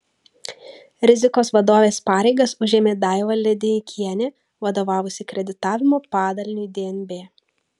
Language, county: Lithuanian, Vilnius